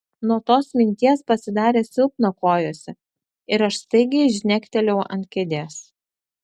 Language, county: Lithuanian, Klaipėda